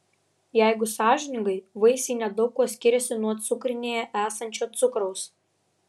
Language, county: Lithuanian, Vilnius